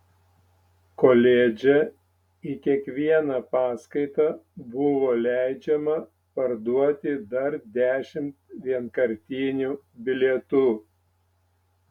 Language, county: Lithuanian, Panevėžys